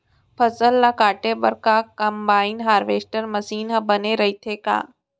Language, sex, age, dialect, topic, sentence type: Chhattisgarhi, female, 60-100, Central, agriculture, question